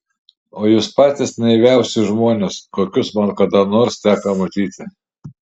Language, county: Lithuanian, Šiauliai